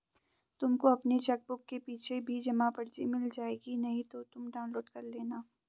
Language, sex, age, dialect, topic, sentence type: Hindi, female, 18-24, Garhwali, banking, statement